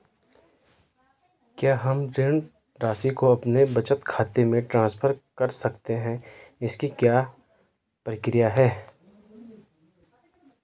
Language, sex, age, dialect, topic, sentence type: Hindi, male, 25-30, Garhwali, banking, question